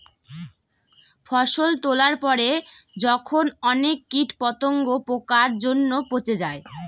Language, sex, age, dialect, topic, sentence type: Bengali, female, <18, Northern/Varendri, agriculture, statement